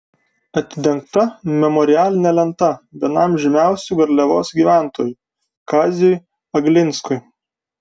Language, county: Lithuanian, Vilnius